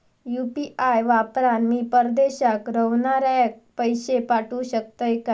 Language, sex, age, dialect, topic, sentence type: Marathi, female, 18-24, Southern Konkan, banking, question